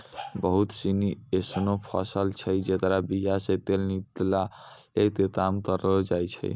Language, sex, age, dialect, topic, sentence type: Maithili, male, 60-100, Angika, agriculture, statement